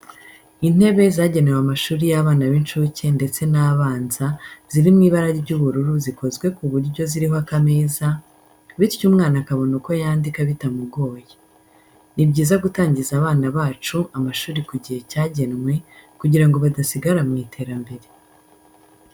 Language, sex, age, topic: Kinyarwanda, female, 25-35, education